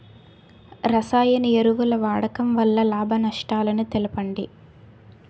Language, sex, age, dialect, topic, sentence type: Telugu, female, 18-24, Utterandhra, agriculture, question